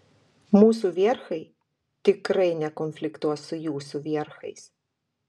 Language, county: Lithuanian, Telšiai